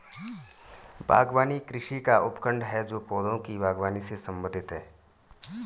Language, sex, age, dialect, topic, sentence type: Hindi, male, 31-35, Garhwali, agriculture, statement